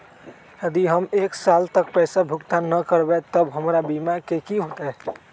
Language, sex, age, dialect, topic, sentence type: Magahi, male, 18-24, Western, banking, question